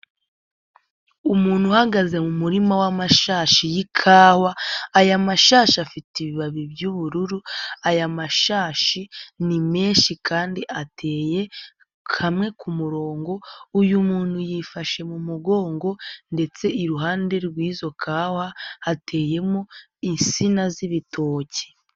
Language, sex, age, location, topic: Kinyarwanda, female, 18-24, Nyagatare, agriculture